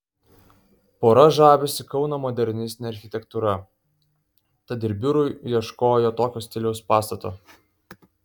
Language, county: Lithuanian, Kaunas